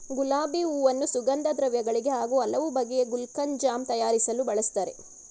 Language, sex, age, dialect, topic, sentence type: Kannada, female, 56-60, Mysore Kannada, agriculture, statement